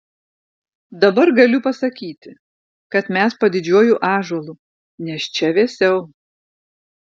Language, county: Lithuanian, Vilnius